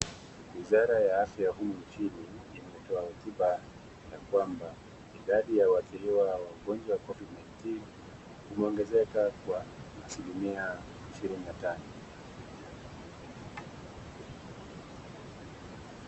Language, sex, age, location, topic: Swahili, male, 25-35, Nakuru, health